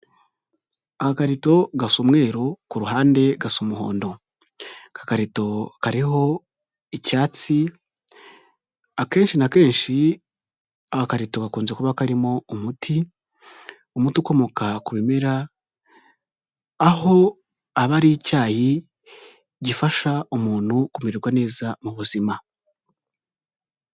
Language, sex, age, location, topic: Kinyarwanda, male, 18-24, Huye, health